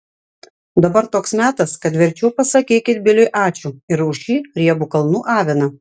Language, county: Lithuanian, Klaipėda